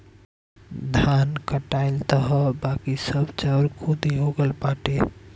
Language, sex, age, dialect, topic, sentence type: Bhojpuri, male, 60-100, Northern, agriculture, statement